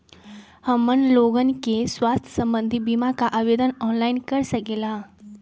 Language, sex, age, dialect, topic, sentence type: Magahi, female, 25-30, Western, banking, question